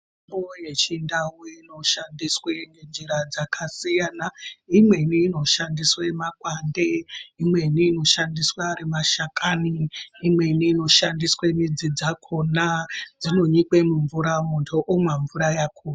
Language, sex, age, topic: Ndau, female, 25-35, health